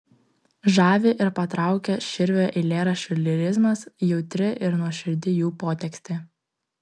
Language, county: Lithuanian, Klaipėda